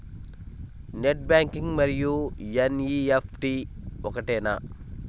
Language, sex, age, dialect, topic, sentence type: Telugu, male, 25-30, Central/Coastal, banking, question